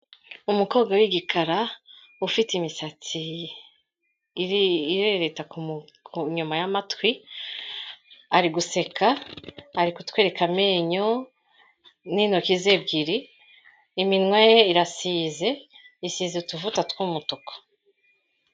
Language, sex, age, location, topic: Kinyarwanda, female, 36-49, Kigali, health